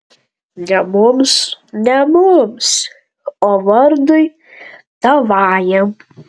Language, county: Lithuanian, Tauragė